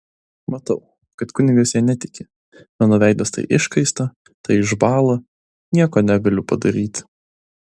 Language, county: Lithuanian, Klaipėda